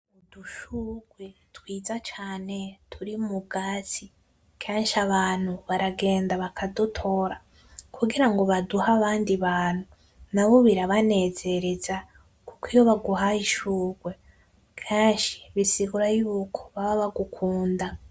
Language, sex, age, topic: Rundi, female, 18-24, agriculture